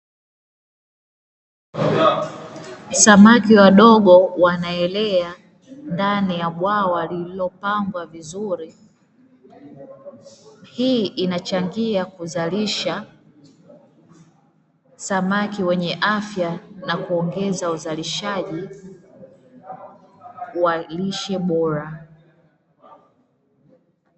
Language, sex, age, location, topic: Swahili, female, 25-35, Dar es Salaam, agriculture